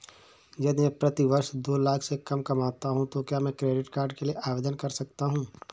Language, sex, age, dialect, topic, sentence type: Hindi, male, 31-35, Awadhi Bundeli, banking, question